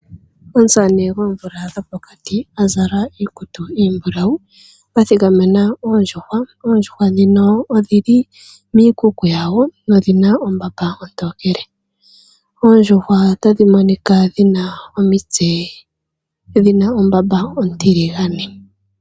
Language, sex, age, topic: Oshiwambo, female, 18-24, agriculture